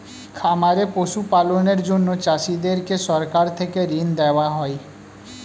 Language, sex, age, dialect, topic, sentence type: Bengali, male, 25-30, Standard Colloquial, agriculture, statement